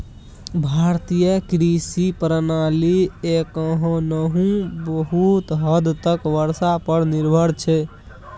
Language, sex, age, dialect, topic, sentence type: Maithili, male, 18-24, Bajjika, agriculture, statement